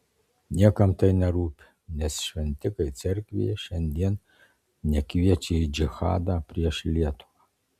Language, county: Lithuanian, Marijampolė